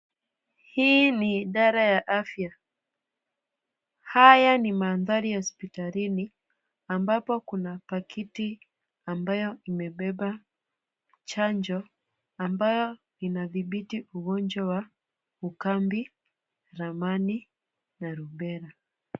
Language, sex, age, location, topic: Swahili, female, 25-35, Kisumu, health